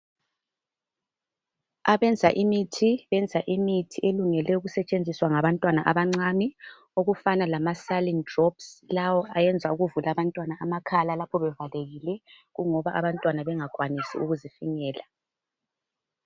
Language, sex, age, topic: North Ndebele, female, 36-49, health